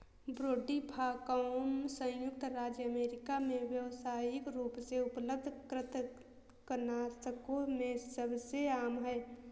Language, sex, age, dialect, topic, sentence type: Hindi, female, 18-24, Awadhi Bundeli, agriculture, statement